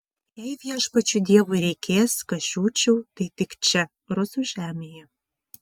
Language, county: Lithuanian, Vilnius